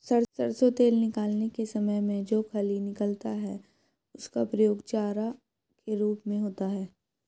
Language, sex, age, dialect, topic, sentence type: Hindi, female, 18-24, Marwari Dhudhari, agriculture, statement